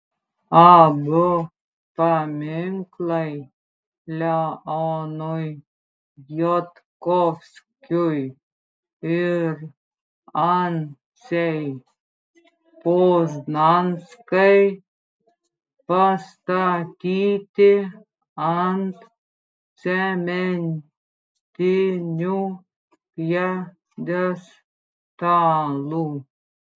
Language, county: Lithuanian, Klaipėda